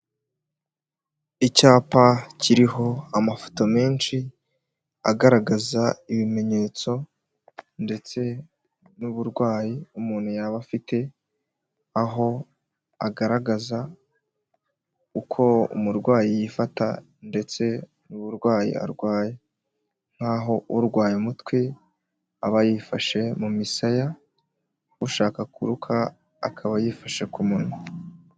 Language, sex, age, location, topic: Kinyarwanda, male, 18-24, Huye, health